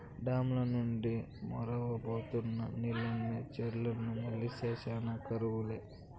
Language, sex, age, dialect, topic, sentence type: Telugu, female, 18-24, Southern, agriculture, statement